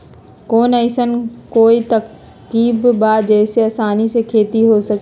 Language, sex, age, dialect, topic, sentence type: Magahi, female, 31-35, Western, agriculture, question